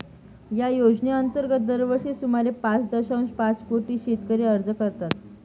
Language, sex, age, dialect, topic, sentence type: Marathi, female, 18-24, Northern Konkan, agriculture, statement